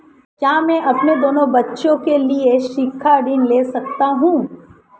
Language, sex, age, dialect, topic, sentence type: Hindi, female, 36-40, Marwari Dhudhari, banking, question